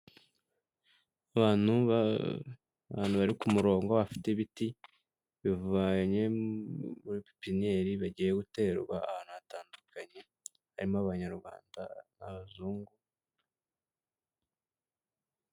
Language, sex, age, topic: Kinyarwanda, male, 18-24, government